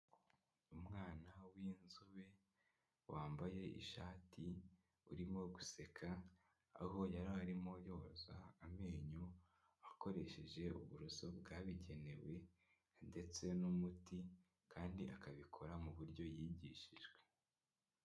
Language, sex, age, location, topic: Kinyarwanda, male, 25-35, Kigali, health